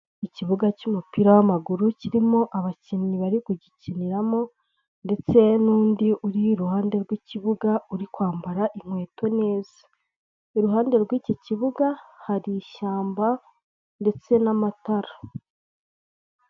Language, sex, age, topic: Kinyarwanda, female, 25-35, government